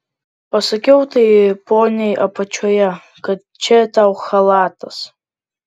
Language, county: Lithuanian, Kaunas